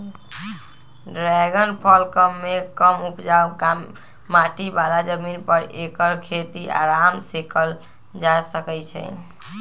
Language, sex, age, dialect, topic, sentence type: Magahi, female, 18-24, Western, agriculture, statement